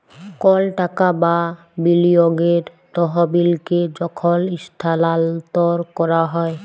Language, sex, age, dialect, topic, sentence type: Bengali, female, 18-24, Jharkhandi, banking, statement